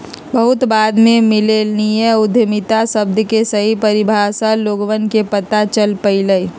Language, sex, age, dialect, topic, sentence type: Magahi, female, 51-55, Western, banking, statement